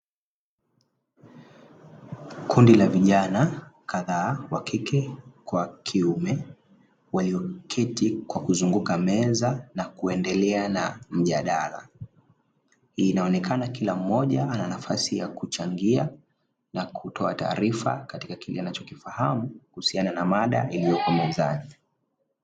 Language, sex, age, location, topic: Swahili, male, 25-35, Dar es Salaam, education